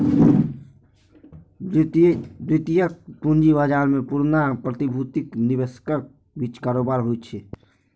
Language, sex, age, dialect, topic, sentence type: Maithili, male, 46-50, Eastern / Thethi, banking, statement